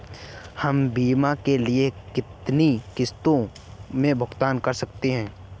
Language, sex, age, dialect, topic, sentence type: Hindi, male, 25-30, Awadhi Bundeli, banking, question